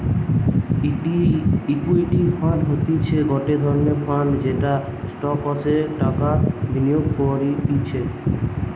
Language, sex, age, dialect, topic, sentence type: Bengali, male, 18-24, Western, banking, statement